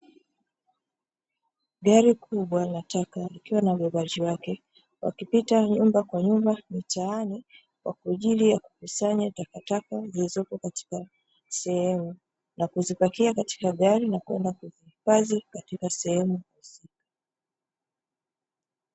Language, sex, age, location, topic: Swahili, female, 36-49, Dar es Salaam, government